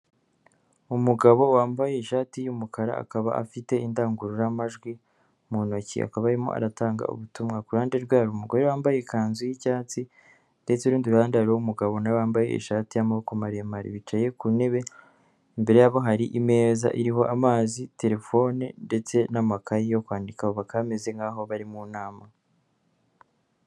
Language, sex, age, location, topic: Kinyarwanda, female, 18-24, Kigali, government